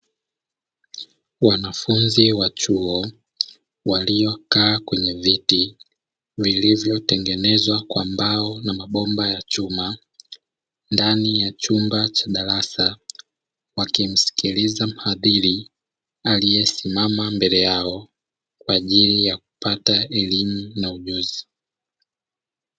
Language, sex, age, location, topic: Swahili, male, 25-35, Dar es Salaam, education